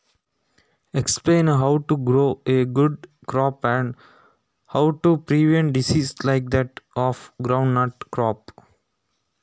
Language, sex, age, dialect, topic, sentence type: Kannada, male, 18-24, Coastal/Dakshin, agriculture, question